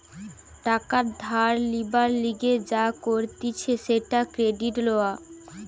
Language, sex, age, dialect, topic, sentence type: Bengali, female, 18-24, Western, banking, statement